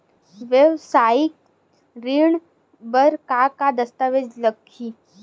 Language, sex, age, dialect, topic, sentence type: Chhattisgarhi, female, 18-24, Western/Budati/Khatahi, banking, question